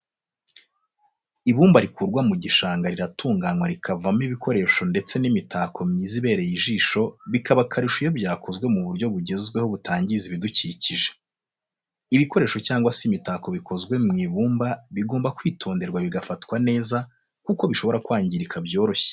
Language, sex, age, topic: Kinyarwanda, male, 25-35, education